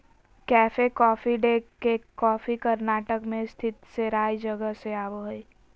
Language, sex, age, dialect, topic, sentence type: Magahi, female, 18-24, Southern, agriculture, statement